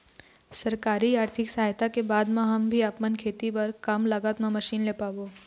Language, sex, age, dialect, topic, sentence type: Chhattisgarhi, female, 18-24, Eastern, agriculture, question